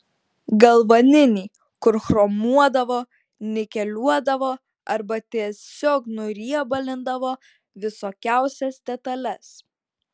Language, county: Lithuanian, Šiauliai